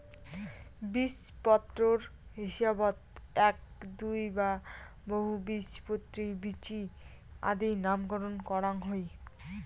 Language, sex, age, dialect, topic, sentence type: Bengali, female, 18-24, Rajbangshi, agriculture, statement